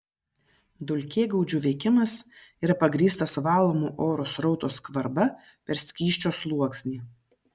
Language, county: Lithuanian, Vilnius